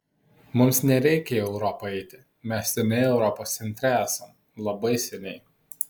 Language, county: Lithuanian, Vilnius